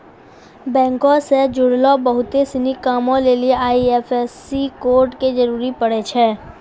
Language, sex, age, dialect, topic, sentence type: Maithili, female, 46-50, Angika, banking, statement